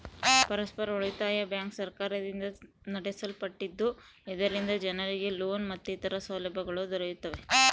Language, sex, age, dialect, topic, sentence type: Kannada, female, 18-24, Central, banking, statement